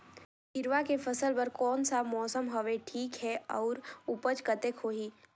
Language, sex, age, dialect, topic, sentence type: Chhattisgarhi, female, 18-24, Northern/Bhandar, agriculture, question